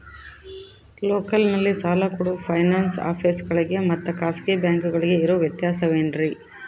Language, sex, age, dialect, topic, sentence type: Kannada, female, 56-60, Central, banking, question